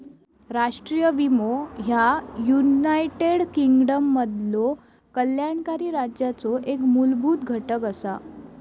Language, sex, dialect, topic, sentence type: Marathi, female, Southern Konkan, banking, statement